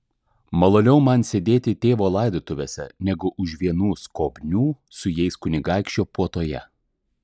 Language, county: Lithuanian, Klaipėda